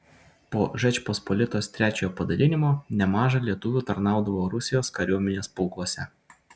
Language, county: Lithuanian, Utena